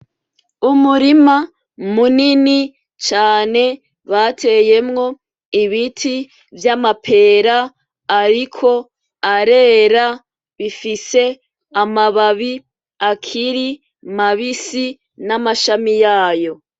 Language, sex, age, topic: Rundi, female, 25-35, agriculture